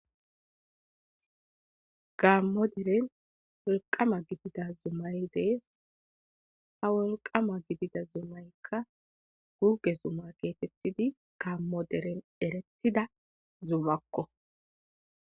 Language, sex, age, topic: Gamo, female, 25-35, government